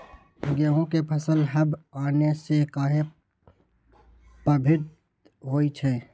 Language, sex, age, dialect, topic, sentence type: Magahi, male, 18-24, Western, agriculture, question